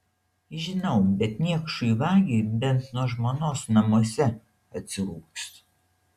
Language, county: Lithuanian, Šiauliai